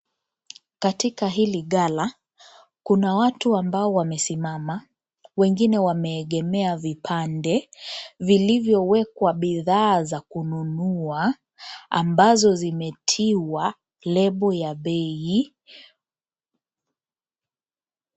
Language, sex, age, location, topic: Swahili, male, 50+, Nairobi, finance